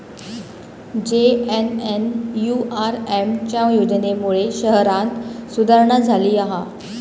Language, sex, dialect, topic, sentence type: Marathi, female, Southern Konkan, banking, statement